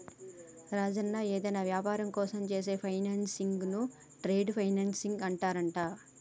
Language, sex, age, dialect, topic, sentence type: Telugu, female, 31-35, Telangana, banking, statement